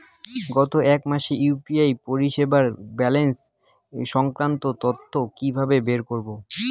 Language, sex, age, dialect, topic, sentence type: Bengali, male, 18-24, Rajbangshi, banking, question